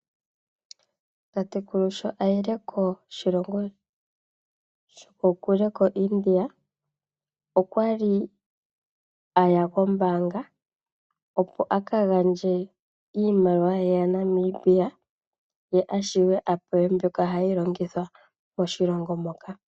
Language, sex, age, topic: Oshiwambo, female, 25-35, finance